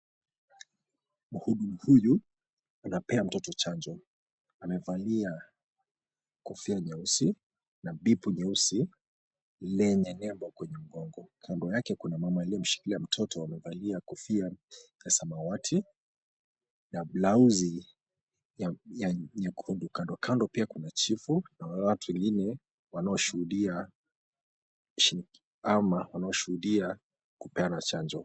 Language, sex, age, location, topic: Swahili, male, 25-35, Mombasa, health